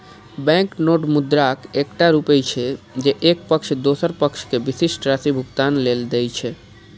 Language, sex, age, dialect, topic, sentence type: Maithili, male, 25-30, Eastern / Thethi, banking, statement